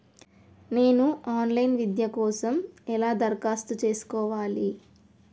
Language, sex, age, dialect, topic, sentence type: Telugu, female, 36-40, Telangana, banking, question